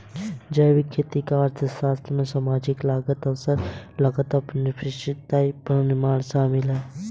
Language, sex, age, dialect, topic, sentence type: Hindi, male, 18-24, Hindustani Malvi Khadi Boli, agriculture, statement